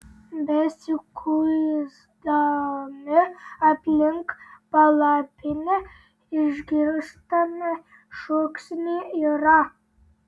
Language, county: Lithuanian, Telšiai